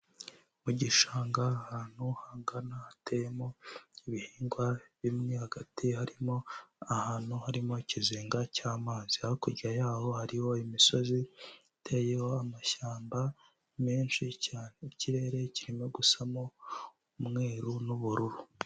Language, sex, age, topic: Kinyarwanda, male, 18-24, agriculture